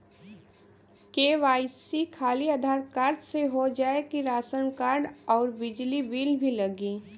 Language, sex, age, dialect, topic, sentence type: Bhojpuri, female, 18-24, Western, banking, question